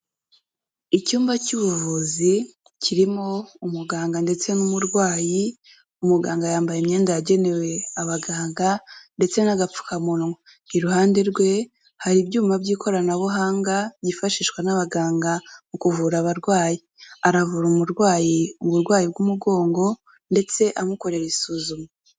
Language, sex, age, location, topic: Kinyarwanda, female, 18-24, Kigali, health